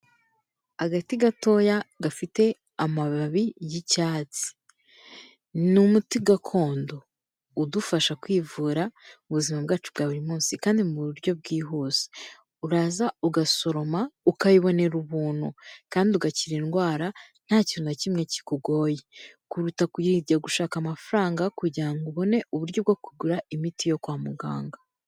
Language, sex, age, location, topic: Kinyarwanda, female, 25-35, Kigali, health